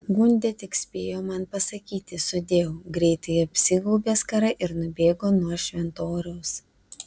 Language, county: Lithuanian, Vilnius